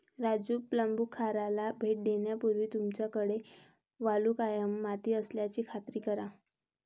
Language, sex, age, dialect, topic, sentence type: Marathi, male, 18-24, Varhadi, agriculture, statement